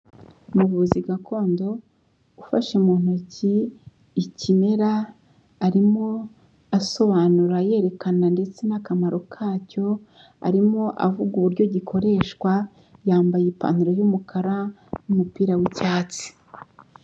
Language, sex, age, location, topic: Kinyarwanda, female, 36-49, Kigali, health